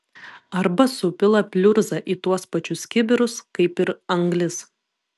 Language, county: Lithuanian, Vilnius